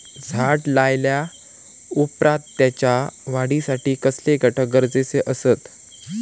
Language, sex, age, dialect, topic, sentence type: Marathi, male, 18-24, Southern Konkan, agriculture, question